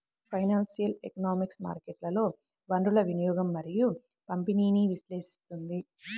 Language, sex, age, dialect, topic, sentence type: Telugu, female, 18-24, Central/Coastal, banking, statement